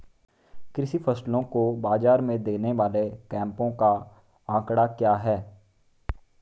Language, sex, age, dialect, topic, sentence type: Hindi, male, 18-24, Marwari Dhudhari, agriculture, question